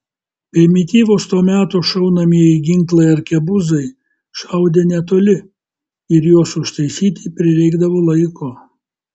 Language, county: Lithuanian, Kaunas